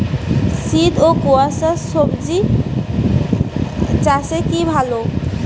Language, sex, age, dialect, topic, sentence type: Bengali, female, 18-24, Rajbangshi, agriculture, question